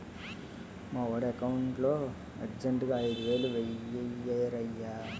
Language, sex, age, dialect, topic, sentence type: Telugu, male, 18-24, Utterandhra, banking, statement